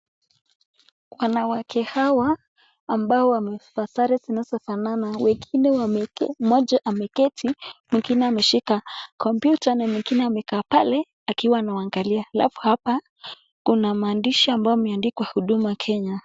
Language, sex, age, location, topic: Swahili, female, 18-24, Nakuru, government